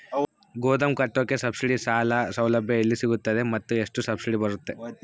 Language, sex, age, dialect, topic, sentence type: Kannada, male, 18-24, Central, agriculture, question